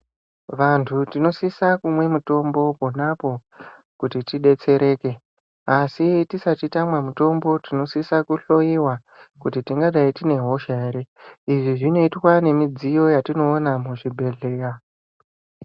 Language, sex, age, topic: Ndau, male, 25-35, health